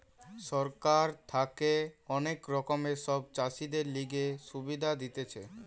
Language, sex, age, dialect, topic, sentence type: Bengali, male, <18, Western, agriculture, statement